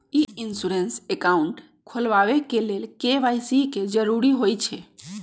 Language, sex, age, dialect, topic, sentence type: Magahi, male, 18-24, Western, banking, statement